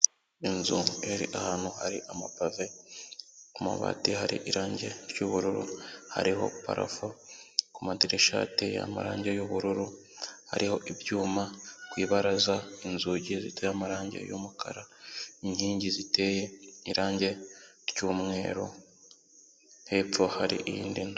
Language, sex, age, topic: Kinyarwanda, male, 18-24, finance